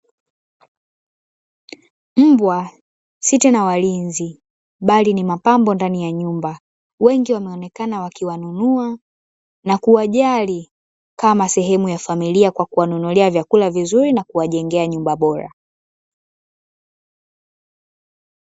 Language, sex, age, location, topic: Swahili, female, 18-24, Dar es Salaam, agriculture